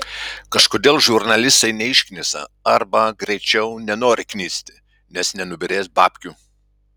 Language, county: Lithuanian, Klaipėda